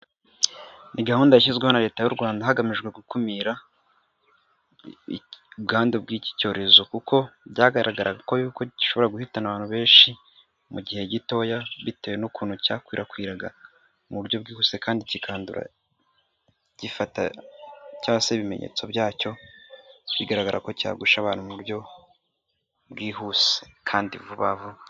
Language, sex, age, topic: Kinyarwanda, male, 18-24, health